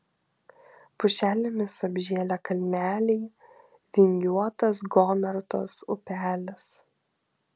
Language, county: Lithuanian, Kaunas